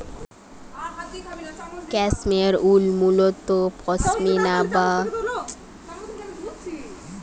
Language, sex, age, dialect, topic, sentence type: Bengali, female, 18-24, Western, agriculture, statement